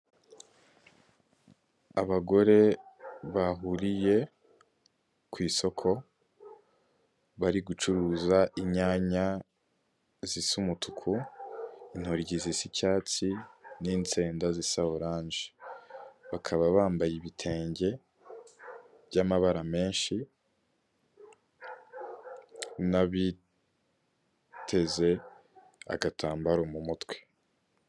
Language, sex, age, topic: Kinyarwanda, male, 18-24, finance